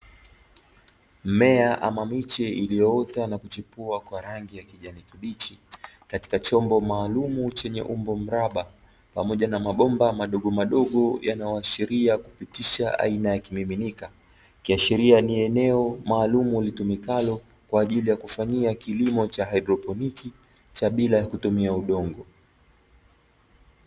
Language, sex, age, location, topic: Swahili, male, 25-35, Dar es Salaam, agriculture